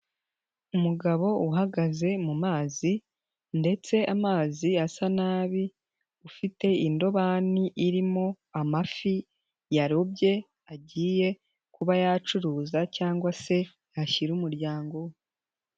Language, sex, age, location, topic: Kinyarwanda, female, 18-24, Nyagatare, agriculture